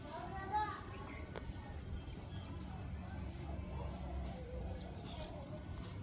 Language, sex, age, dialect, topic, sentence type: Kannada, male, 51-55, Central, banking, question